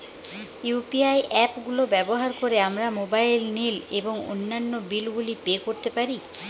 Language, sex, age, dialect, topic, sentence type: Bengali, female, 18-24, Jharkhandi, banking, statement